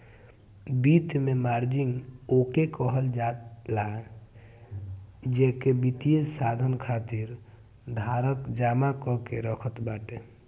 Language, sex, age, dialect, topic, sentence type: Bhojpuri, male, 18-24, Northern, banking, statement